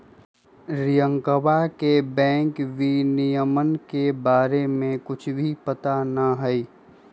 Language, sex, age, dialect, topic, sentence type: Magahi, male, 25-30, Western, banking, statement